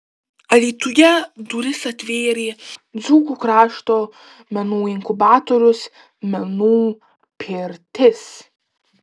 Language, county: Lithuanian, Klaipėda